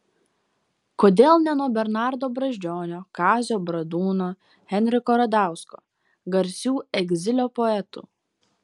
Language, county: Lithuanian, Vilnius